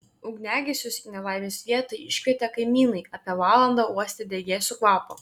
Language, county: Lithuanian, Klaipėda